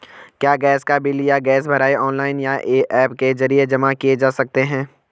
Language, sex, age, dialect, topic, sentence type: Hindi, male, 25-30, Garhwali, banking, question